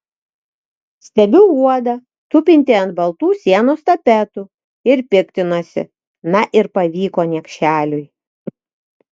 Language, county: Lithuanian, Vilnius